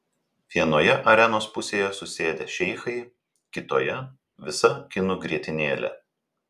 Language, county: Lithuanian, Telšiai